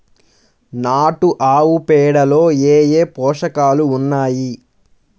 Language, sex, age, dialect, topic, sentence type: Telugu, male, 18-24, Central/Coastal, agriculture, question